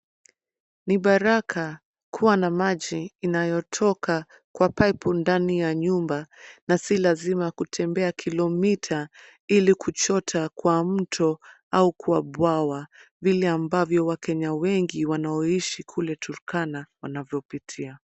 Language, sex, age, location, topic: Swahili, female, 25-35, Nairobi, government